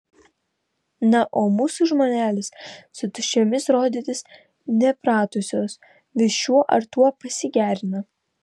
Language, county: Lithuanian, Vilnius